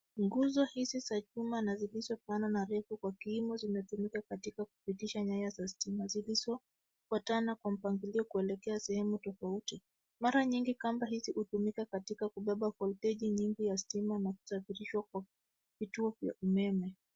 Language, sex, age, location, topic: Swahili, female, 25-35, Nairobi, government